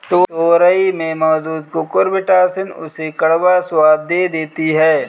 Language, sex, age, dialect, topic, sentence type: Hindi, male, 25-30, Kanauji Braj Bhasha, agriculture, statement